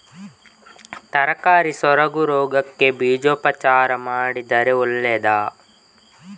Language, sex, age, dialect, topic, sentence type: Kannada, male, 25-30, Coastal/Dakshin, agriculture, question